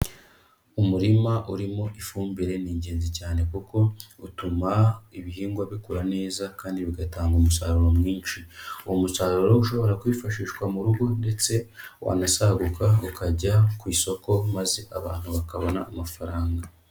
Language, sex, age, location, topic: Kinyarwanda, male, 25-35, Huye, agriculture